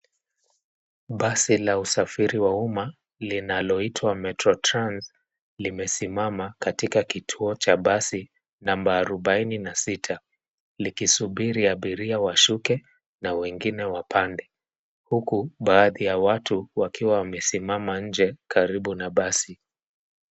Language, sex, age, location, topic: Swahili, male, 25-35, Nairobi, government